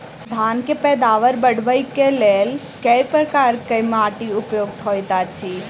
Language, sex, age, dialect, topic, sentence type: Maithili, female, 18-24, Southern/Standard, agriculture, question